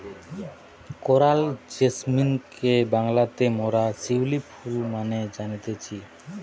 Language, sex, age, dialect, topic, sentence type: Bengali, male, 31-35, Western, agriculture, statement